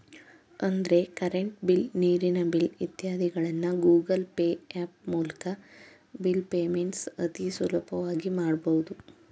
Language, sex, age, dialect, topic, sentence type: Kannada, female, 18-24, Mysore Kannada, banking, statement